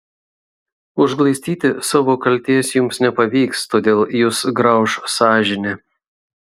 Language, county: Lithuanian, Šiauliai